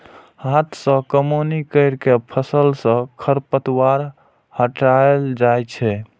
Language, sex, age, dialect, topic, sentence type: Maithili, male, 18-24, Eastern / Thethi, agriculture, statement